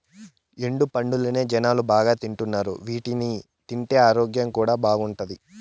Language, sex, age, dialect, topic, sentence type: Telugu, male, 18-24, Southern, agriculture, statement